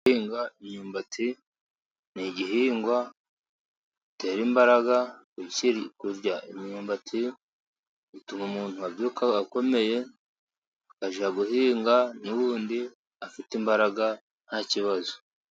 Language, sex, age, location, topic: Kinyarwanda, male, 36-49, Musanze, agriculture